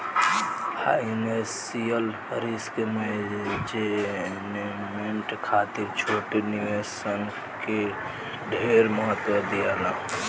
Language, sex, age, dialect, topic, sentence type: Bhojpuri, male, <18, Southern / Standard, banking, statement